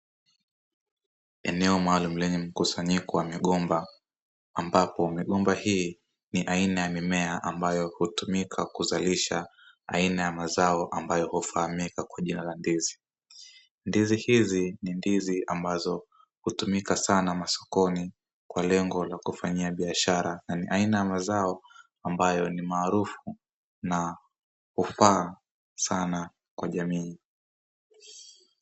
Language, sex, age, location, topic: Swahili, male, 18-24, Dar es Salaam, agriculture